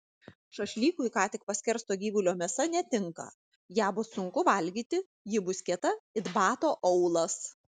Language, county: Lithuanian, Vilnius